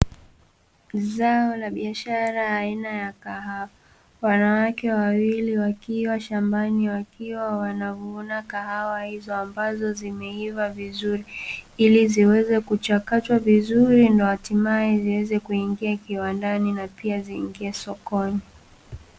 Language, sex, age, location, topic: Swahili, female, 18-24, Dar es Salaam, agriculture